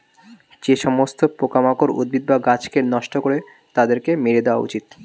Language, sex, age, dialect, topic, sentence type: Bengali, male, 18-24, Standard Colloquial, agriculture, statement